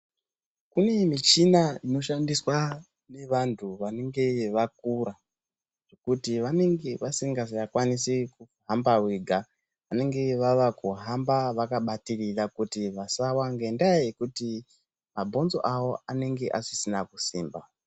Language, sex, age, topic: Ndau, male, 18-24, health